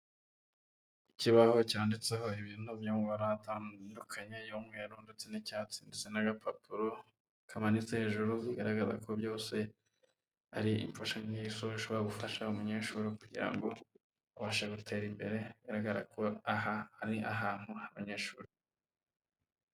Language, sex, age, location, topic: Kinyarwanda, male, 25-35, Huye, education